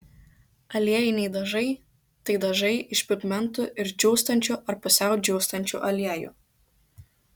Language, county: Lithuanian, Kaunas